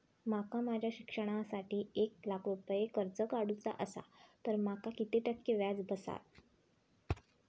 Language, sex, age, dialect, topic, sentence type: Marathi, female, 18-24, Southern Konkan, banking, question